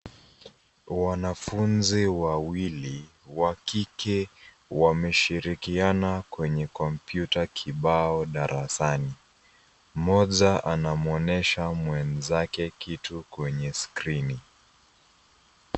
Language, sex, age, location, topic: Swahili, female, 25-35, Nairobi, education